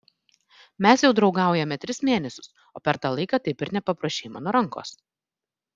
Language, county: Lithuanian, Vilnius